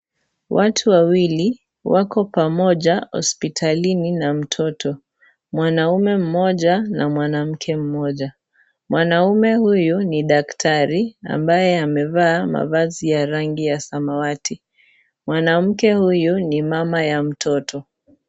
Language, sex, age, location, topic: Swahili, female, 18-24, Kisii, health